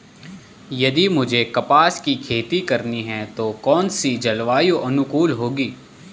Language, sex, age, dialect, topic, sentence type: Hindi, male, 18-24, Garhwali, agriculture, statement